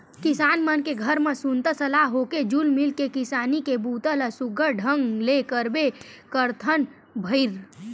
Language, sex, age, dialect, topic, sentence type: Chhattisgarhi, male, 25-30, Western/Budati/Khatahi, agriculture, statement